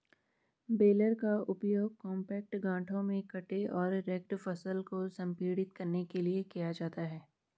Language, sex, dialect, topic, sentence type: Hindi, female, Garhwali, agriculture, statement